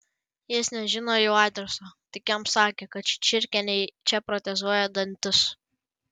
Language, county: Lithuanian, Panevėžys